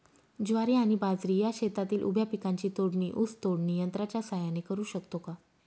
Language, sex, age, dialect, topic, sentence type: Marathi, female, 18-24, Northern Konkan, agriculture, question